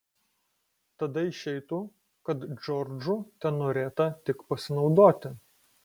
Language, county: Lithuanian, Kaunas